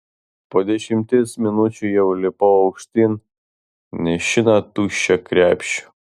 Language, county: Lithuanian, Vilnius